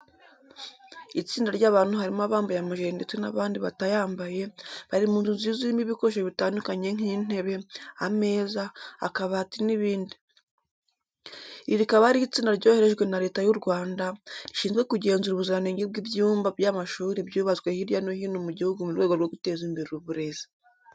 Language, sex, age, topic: Kinyarwanda, female, 25-35, education